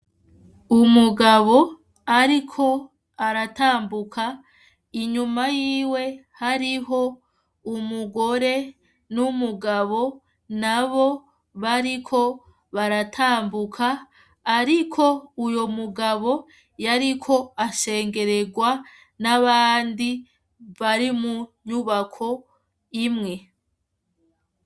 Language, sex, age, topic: Rundi, female, 25-35, education